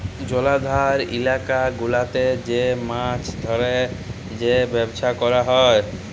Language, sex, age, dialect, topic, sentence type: Bengali, male, 18-24, Jharkhandi, agriculture, statement